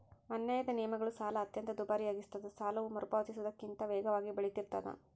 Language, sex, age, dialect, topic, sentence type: Kannada, female, 56-60, Central, banking, statement